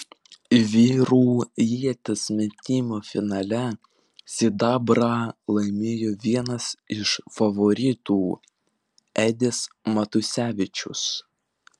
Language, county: Lithuanian, Vilnius